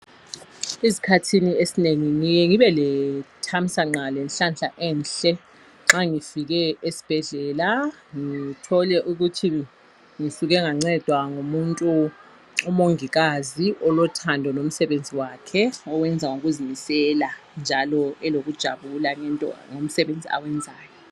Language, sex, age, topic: North Ndebele, female, 36-49, health